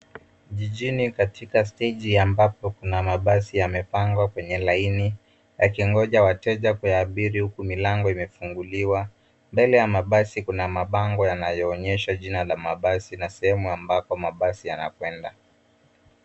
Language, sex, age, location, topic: Swahili, male, 18-24, Nairobi, government